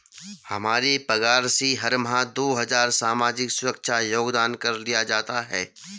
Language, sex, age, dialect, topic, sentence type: Hindi, male, 31-35, Garhwali, banking, statement